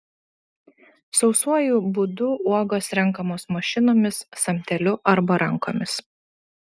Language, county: Lithuanian, Panevėžys